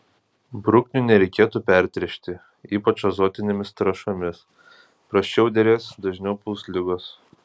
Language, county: Lithuanian, Kaunas